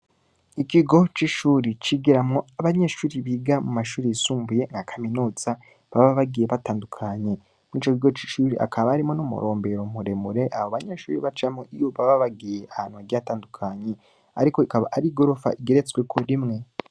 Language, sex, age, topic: Rundi, male, 18-24, education